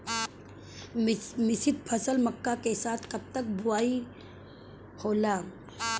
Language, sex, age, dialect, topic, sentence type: Bhojpuri, female, 31-35, Southern / Standard, agriculture, question